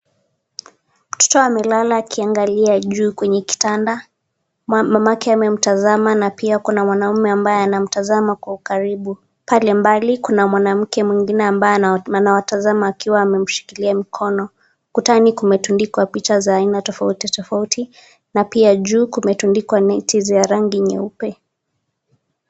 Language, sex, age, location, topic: Swahili, female, 18-24, Nakuru, health